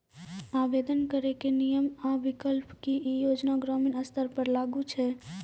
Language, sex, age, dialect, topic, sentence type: Maithili, female, 18-24, Angika, banking, question